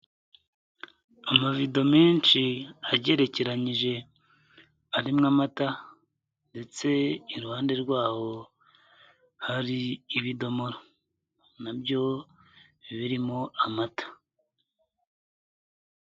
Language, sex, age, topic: Kinyarwanda, male, 25-35, agriculture